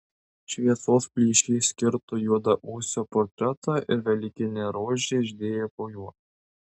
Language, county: Lithuanian, Tauragė